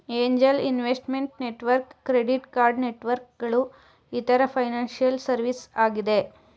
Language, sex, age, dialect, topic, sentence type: Kannada, male, 36-40, Mysore Kannada, banking, statement